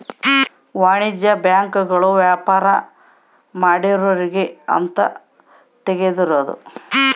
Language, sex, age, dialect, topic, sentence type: Kannada, female, 18-24, Central, banking, statement